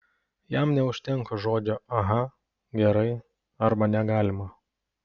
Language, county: Lithuanian, Panevėžys